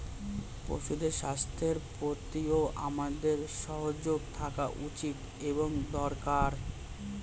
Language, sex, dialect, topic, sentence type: Bengali, male, Standard Colloquial, agriculture, statement